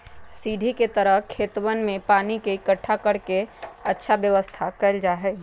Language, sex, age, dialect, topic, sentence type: Magahi, female, 31-35, Western, agriculture, statement